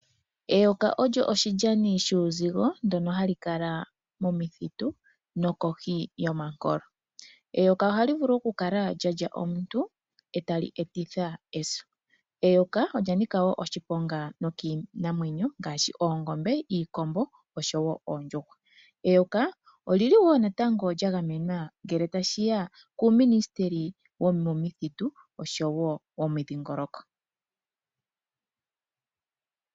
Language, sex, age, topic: Oshiwambo, female, 25-35, agriculture